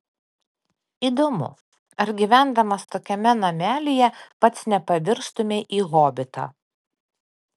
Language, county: Lithuanian, Panevėžys